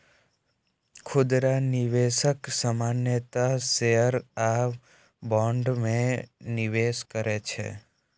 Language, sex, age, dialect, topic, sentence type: Maithili, male, 18-24, Eastern / Thethi, banking, statement